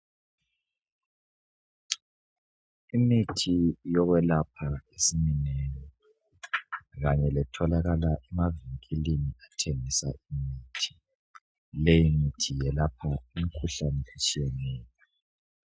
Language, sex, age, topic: North Ndebele, male, 25-35, health